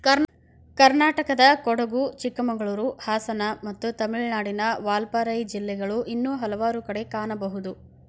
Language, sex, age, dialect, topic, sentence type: Kannada, female, 25-30, Dharwad Kannada, agriculture, statement